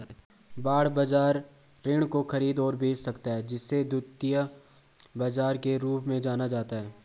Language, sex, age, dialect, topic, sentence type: Hindi, male, 18-24, Garhwali, banking, statement